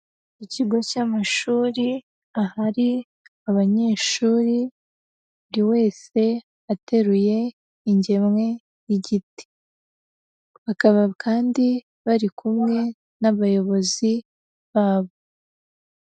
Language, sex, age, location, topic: Kinyarwanda, female, 18-24, Huye, education